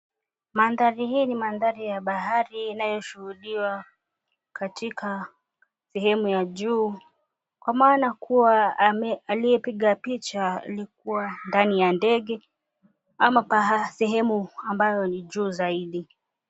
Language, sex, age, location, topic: Swahili, female, 25-35, Mombasa, government